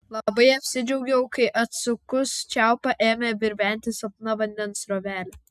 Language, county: Lithuanian, Vilnius